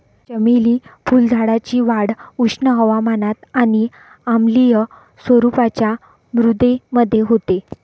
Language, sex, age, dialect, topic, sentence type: Marathi, female, 56-60, Northern Konkan, agriculture, statement